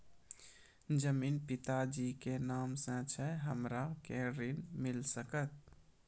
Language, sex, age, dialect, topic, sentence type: Maithili, male, 25-30, Angika, banking, question